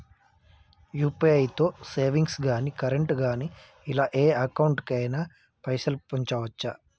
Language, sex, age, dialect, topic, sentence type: Telugu, male, 25-30, Telangana, banking, question